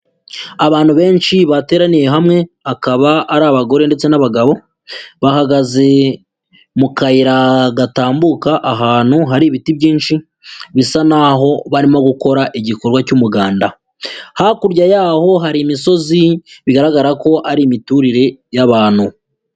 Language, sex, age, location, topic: Kinyarwanda, male, 25-35, Nyagatare, government